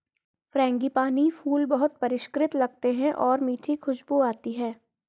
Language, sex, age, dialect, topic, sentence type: Hindi, female, 51-55, Garhwali, agriculture, statement